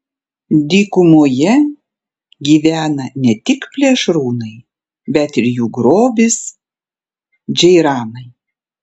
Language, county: Lithuanian, Panevėžys